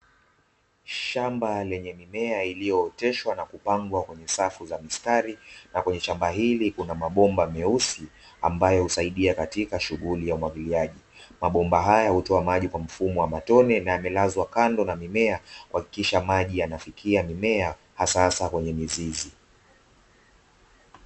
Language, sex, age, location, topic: Swahili, male, 25-35, Dar es Salaam, agriculture